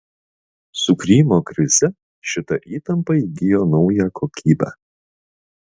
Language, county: Lithuanian, Vilnius